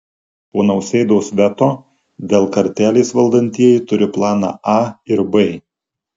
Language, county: Lithuanian, Marijampolė